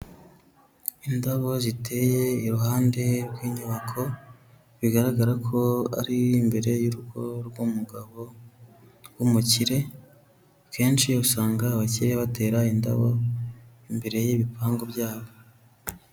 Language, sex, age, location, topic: Kinyarwanda, male, 18-24, Huye, agriculture